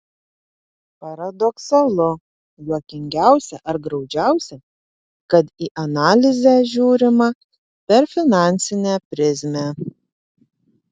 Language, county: Lithuanian, Panevėžys